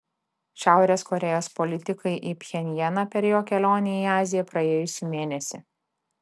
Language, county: Lithuanian, Klaipėda